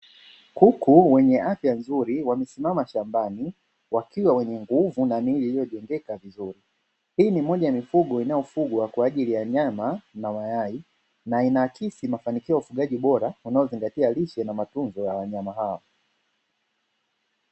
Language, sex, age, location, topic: Swahili, male, 25-35, Dar es Salaam, agriculture